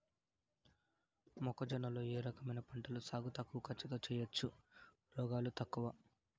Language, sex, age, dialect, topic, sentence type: Telugu, male, 18-24, Southern, agriculture, question